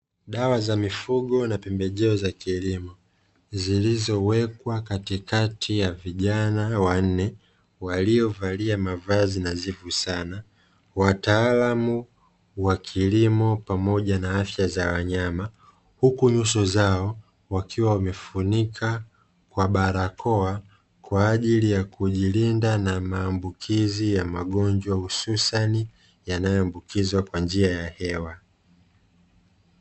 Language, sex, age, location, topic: Swahili, male, 25-35, Dar es Salaam, agriculture